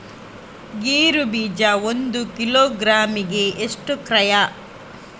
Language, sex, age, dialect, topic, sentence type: Kannada, female, 36-40, Coastal/Dakshin, agriculture, question